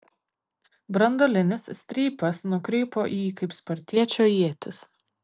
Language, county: Lithuanian, Kaunas